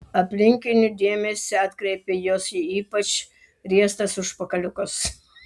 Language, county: Lithuanian, Vilnius